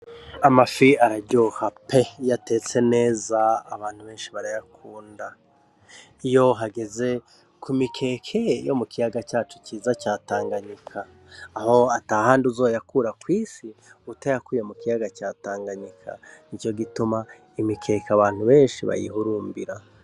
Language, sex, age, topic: Rundi, male, 36-49, agriculture